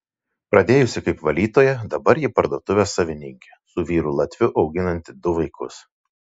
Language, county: Lithuanian, Šiauliai